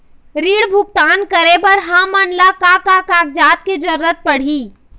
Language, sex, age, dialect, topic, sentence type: Chhattisgarhi, female, 25-30, Eastern, banking, question